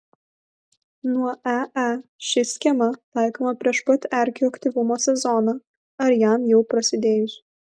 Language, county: Lithuanian, Vilnius